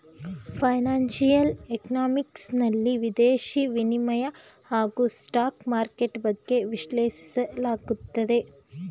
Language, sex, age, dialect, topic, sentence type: Kannada, female, 18-24, Mysore Kannada, banking, statement